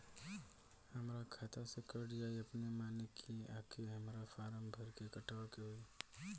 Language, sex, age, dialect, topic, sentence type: Bhojpuri, male, 18-24, Southern / Standard, banking, question